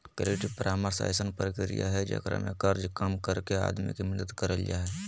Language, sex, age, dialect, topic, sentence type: Magahi, male, 25-30, Southern, banking, statement